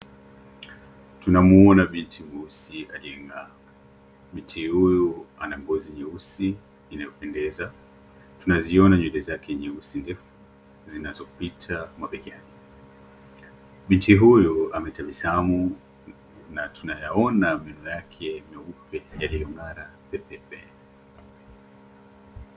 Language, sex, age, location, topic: Swahili, male, 25-35, Nairobi, health